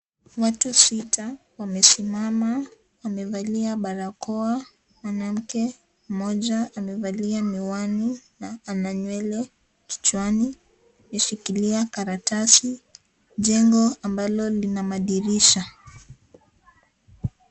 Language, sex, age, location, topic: Swahili, female, 18-24, Kisii, health